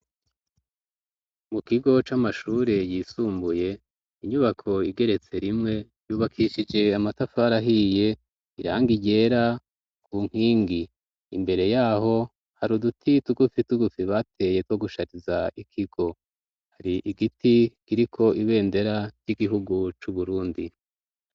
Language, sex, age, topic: Rundi, male, 36-49, education